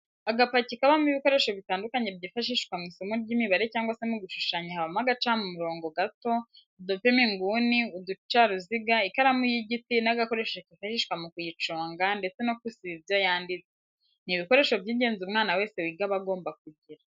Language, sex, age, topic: Kinyarwanda, female, 18-24, education